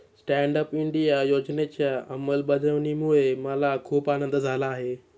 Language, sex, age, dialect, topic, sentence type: Marathi, male, 18-24, Standard Marathi, banking, statement